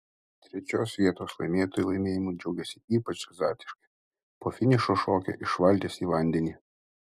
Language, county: Lithuanian, Utena